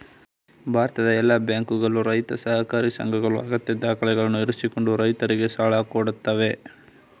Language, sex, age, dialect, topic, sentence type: Kannada, male, 18-24, Mysore Kannada, agriculture, statement